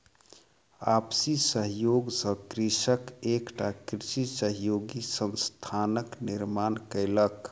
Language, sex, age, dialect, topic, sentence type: Maithili, male, 36-40, Southern/Standard, agriculture, statement